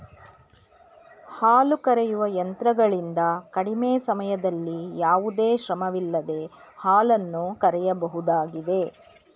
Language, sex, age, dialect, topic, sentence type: Kannada, female, 46-50, Mysore Kannada, agriculture, statement